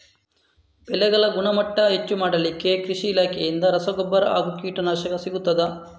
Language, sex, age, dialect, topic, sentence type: Kannada, male, 18-24, Coastal/Dakshin, agriculture, question